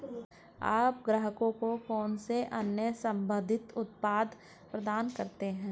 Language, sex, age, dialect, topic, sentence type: Hindi, female, 41-45, Hindustani Malvi Khadi Boli, banking, question